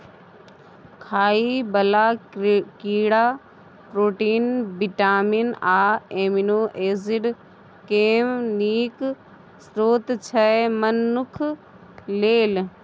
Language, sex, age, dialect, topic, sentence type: Maithili, female, 25-30, Bajjika, agriculture, statement